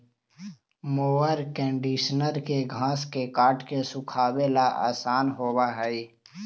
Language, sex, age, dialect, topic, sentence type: Magahi, male, 18-24, Central/Standard, banking, statement